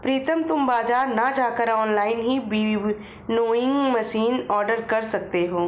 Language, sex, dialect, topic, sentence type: Hindi, female, Marwari Dhudhari, agriculture, statement